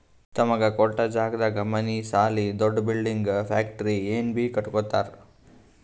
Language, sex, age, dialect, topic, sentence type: Kannada, male, 18-24, Northeastern, agriculture, statement